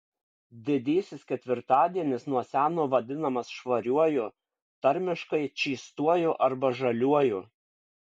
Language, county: Lithuanian, Kaunas